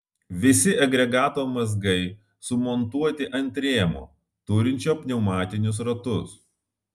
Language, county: Lithuanian, Alytus